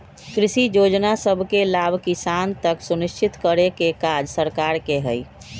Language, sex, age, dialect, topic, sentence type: Magahi, male, 41-45, Western, agriculture, statement